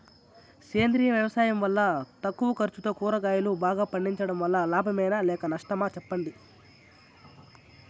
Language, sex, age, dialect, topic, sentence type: Telugu, male, 41-45, Southern, agriculture, question